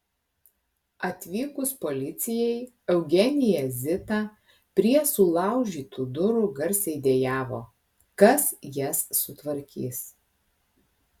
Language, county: Lithuanian, Klaipėda